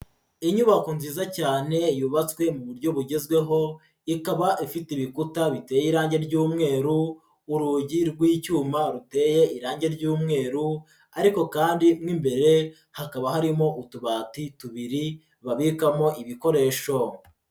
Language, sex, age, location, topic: Kinyarwanda, male, 36-49, Huye, agriculture